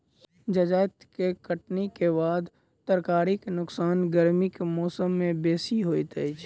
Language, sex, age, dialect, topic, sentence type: Maithili, male, 18-24, Southern/Standard, agriculture, statement